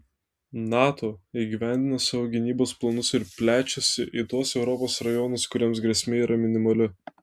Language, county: Lithuanian, Telšiai